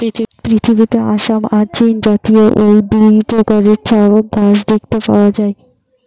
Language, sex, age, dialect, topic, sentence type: Bengali, female, 18-24, Western, agriculture, statement